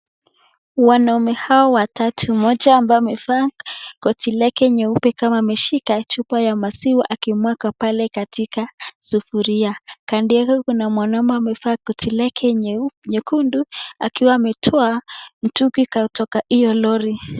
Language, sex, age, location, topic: Swahili, female, 18-24, Nakuru, agriculture